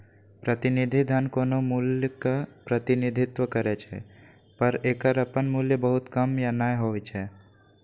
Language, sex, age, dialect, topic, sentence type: Maithili, male, 18-24, Eastern / Thethi, banking, statement